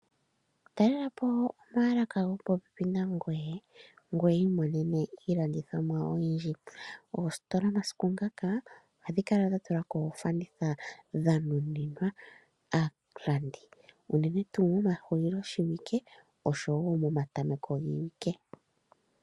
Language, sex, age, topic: Oshiwambo, male, 25-35, finance